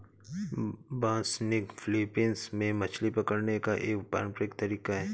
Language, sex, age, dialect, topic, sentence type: Hindi, male, 31-35, Awadhi Bundeli, agriculture, statement